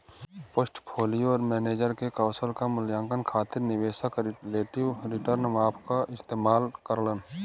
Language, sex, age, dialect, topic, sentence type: Bhojpuri, male, 25-30, Western, banking, statement